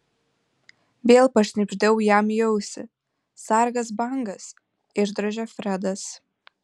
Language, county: Lithuanian, Panevėžys